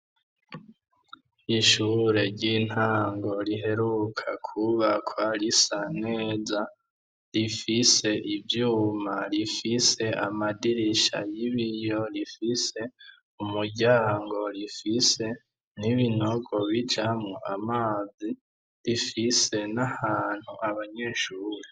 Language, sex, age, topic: Rundi, female, 25-35, education